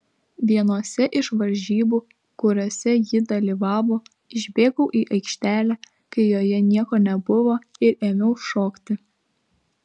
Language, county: Lithuanian, Klaipėda